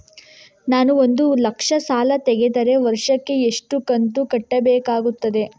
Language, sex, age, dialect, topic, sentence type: Kannada, female, 51-55, Coastal/Dakshin, banking, question